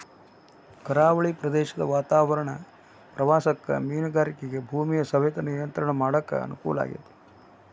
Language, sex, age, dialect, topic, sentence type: Kannada, male, 56-60, Dharwad Kannada, agriculture, statement